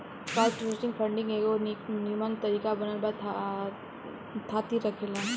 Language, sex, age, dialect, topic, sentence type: Bhojpuri, female, 18-24, Southern / Standard, banking, statement